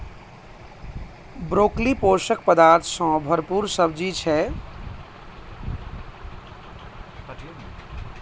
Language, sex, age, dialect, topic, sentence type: Maithili, male, 31-35, Eastern / Thethi, agriculture, statement